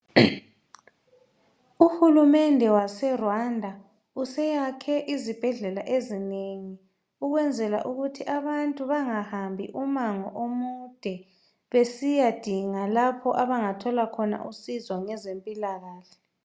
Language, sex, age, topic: North Ndebele, male, 36-49, health